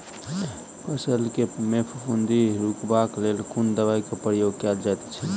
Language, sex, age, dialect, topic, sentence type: Maithili, male, 18-24, Southern/Standard, agriculture, question